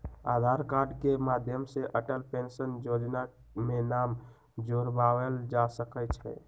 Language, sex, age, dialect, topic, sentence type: Magahi, male, 18-24, Western, banking, statement